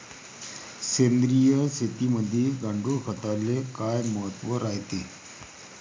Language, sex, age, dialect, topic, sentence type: Marathi, male, 31-35, Varhadi, agriculture, question